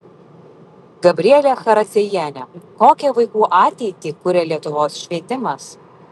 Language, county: Lithuanian, Vilnius